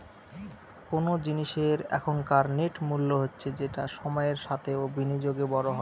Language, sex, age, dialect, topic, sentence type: Bengali, male, 31-35, Northern/Varendri, banking, statement